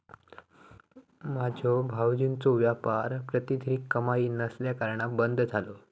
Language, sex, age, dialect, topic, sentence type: Marathi, male, 18-24, Southern Konkan, banking, statement